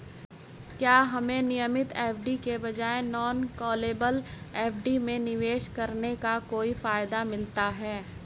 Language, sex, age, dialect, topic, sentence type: Hindi, male, 36-40, Hindustani Malvi Khadi Boli, banking, question